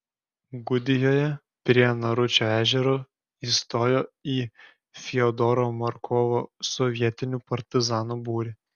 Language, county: Lithuanian, Klaipėda